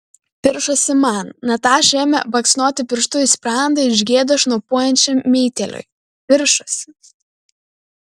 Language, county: Lithuanian, Vilnius